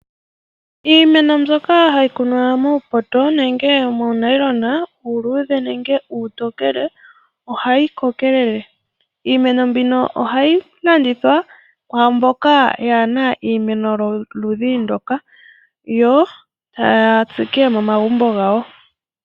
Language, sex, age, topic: Oshiwambo, female, 18-24, agriculture